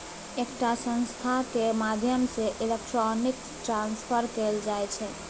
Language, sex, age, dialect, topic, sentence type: Maithili, female, 18-24, Bajjika, banking, statement